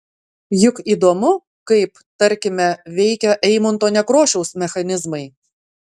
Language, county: Lithuanian, Klaipėda